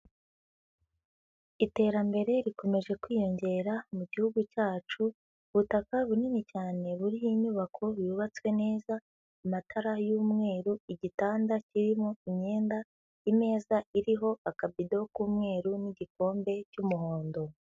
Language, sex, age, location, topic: Kinyarwanda, female, 18-24, Huye, education